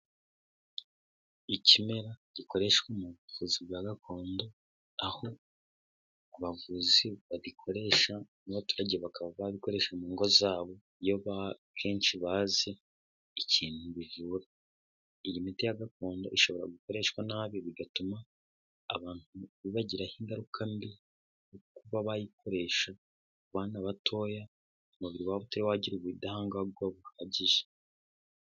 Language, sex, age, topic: Kinyarwanda, male, 18-24, health